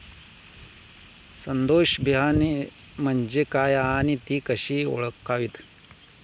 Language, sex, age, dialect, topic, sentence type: Marathi, male, 18-24, Standard Marathi, agriculture, question